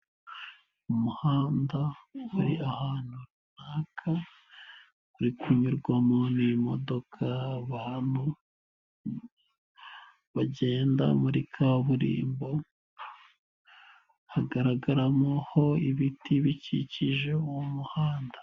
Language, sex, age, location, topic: Kinyarwanda, male, 18-24, Nyagatare, government